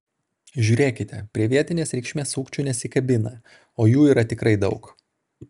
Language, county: Lithuanian, Vilnius